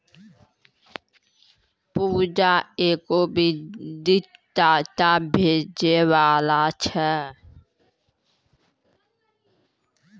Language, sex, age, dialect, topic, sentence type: Maithili, female, 18-24, Angika, banking, statement